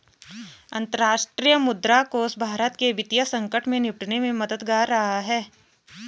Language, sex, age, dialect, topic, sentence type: Hindi, female, 31-35, Garhwali, banking, statement